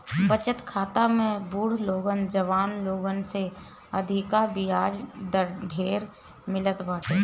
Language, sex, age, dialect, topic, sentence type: Bhojpuri, female, 25-30, Northern, banking, statement